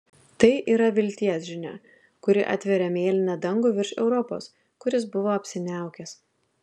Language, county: Lithuanian, Klaipėda